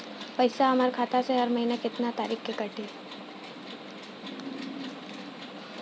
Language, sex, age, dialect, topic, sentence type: Bhojpuri, female, 18-24, Southern / Standard, banking, question